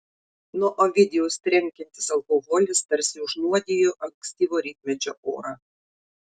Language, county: Lithuanian, Šiauliai